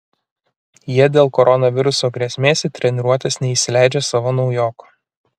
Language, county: Lithuanian, Kaunas